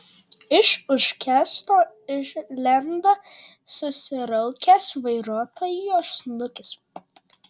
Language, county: Lithuanian, Šiauliai